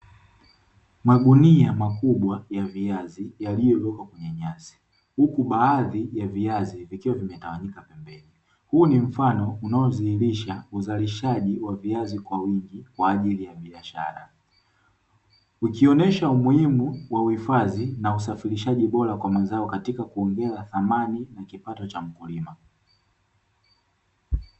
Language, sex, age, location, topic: Swahili, male, 18-24, Dar es Salaam, agriculture